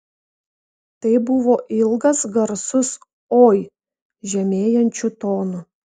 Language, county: Lithuanian, Vilnius